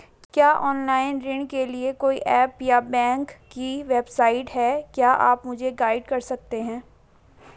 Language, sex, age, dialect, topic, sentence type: Hindi, female, 18-24, Garhwali, banking, question